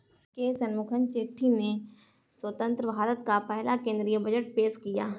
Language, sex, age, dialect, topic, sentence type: Hindi, female, 25-30, Marwari Dhudhari, banking, statement